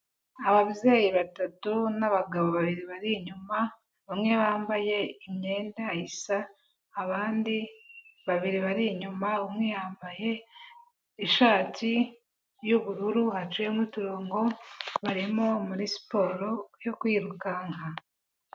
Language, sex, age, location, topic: Kinyarwanda, female, 18-24, Kigali, health